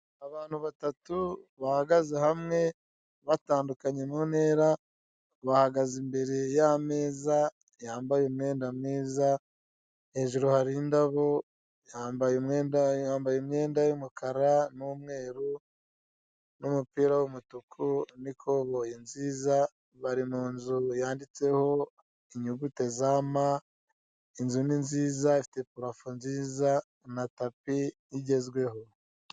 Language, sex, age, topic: Kinyarwanda, male, 25-35, finance